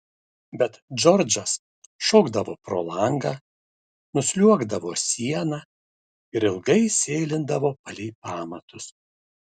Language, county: Lithuanian, Šiauliai